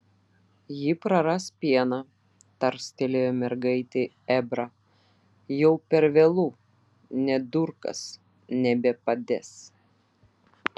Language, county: Lithuanian, Vilnius